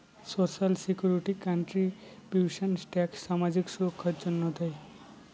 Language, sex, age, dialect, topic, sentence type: Bengali, male, 18-24, Northern/Varendri, banking, statement